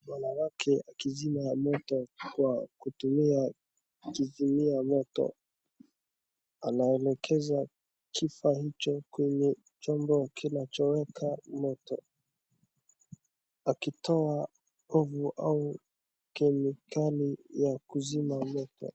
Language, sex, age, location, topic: Swahili, male, 18-24, Wajir, health